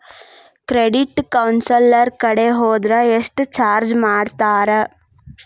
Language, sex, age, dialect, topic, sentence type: Kannada, female, 18-24, Dharwad Kannada, banking, statement